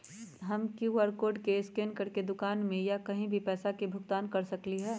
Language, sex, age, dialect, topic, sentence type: Magahi, male, 18-24, Western, banking, question